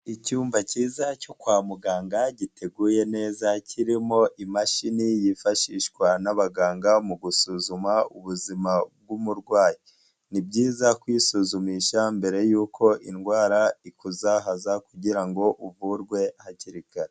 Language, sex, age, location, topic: Kinyarwanda, female, 18-24, Huye, health